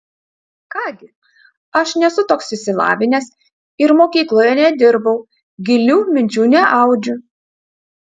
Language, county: Lithuanian, Utena